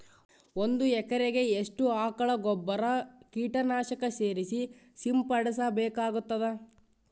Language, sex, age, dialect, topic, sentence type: Kannada, male, 31-35, Northeastern, agriculture, question